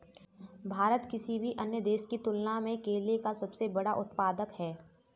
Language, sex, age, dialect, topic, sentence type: Hindi, female, 18-24, Kanauji Braj Bhasha, agriculture, statement